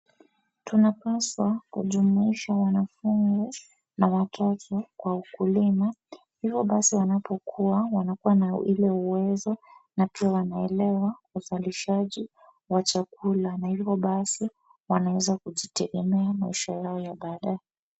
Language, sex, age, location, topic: Swahili, female, 25-35, Wajir, agriculture